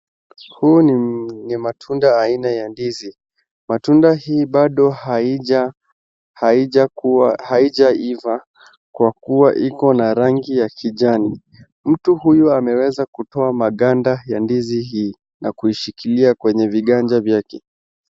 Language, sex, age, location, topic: Swahili, male, 36-49, Wajir, agriculture